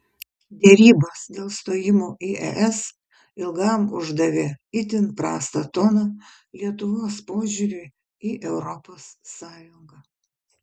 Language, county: Lithuanian, Kaunas